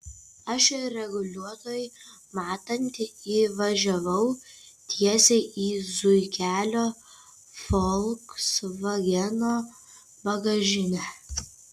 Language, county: Lithuanian, Kaunas